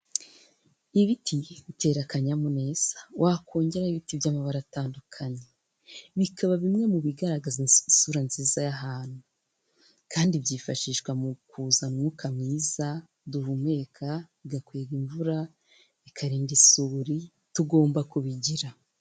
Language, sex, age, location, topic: Kinyarwanda, female, 25-35, Kigali, health